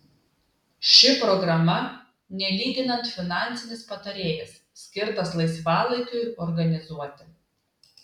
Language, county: Lithuanian, Klaipėda